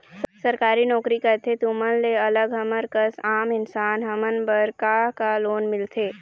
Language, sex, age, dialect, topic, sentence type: Chhattisgarhi, female, 25-30, Eastern, banking, question